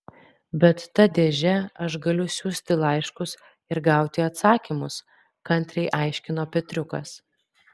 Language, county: Lithuanian, Vilnius